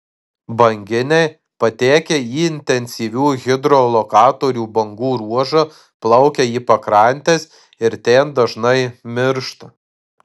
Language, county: Lithuanian, Marijampolė